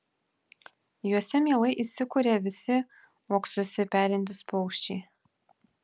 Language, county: Lithuanian, Vilnius